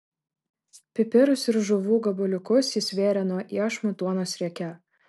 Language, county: Lithuanian, Klaipėda